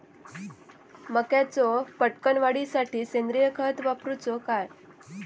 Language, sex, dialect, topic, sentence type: Marathi, female, Southern Konkan, agriculture, question